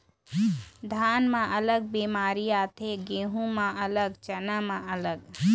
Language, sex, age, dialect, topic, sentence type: Chhattisgarhi, female, 25-30, Eastern, agriculture, statement